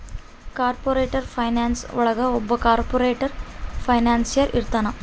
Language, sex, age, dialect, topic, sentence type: Kannada, female, 18-24, Central, banking, statement